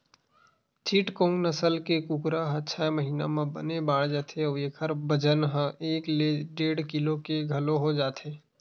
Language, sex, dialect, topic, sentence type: Chhattisgarhi, male, Western/Budati/Khatahi, agriculture, statement